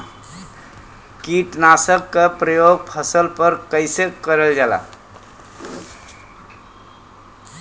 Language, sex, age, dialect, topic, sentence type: Bhojpuri, male, 36-40, Western, agriculture, question